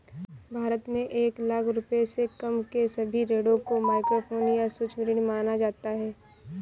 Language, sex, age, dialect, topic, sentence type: Hindi, female, 18-24, Kanauji Braj Bhasha, banking, statement